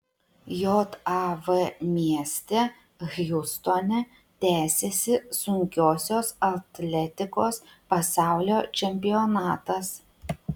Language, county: Lithuanian, Utena